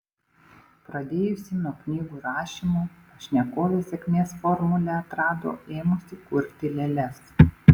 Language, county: Lithuanian, Panevėžys